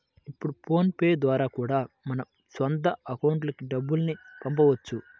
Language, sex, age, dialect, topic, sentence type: Telugu, male, 18-24, Central/Coastal, banking, statement